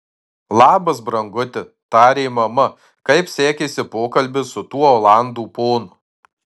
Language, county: Lithuanian, Marijampolė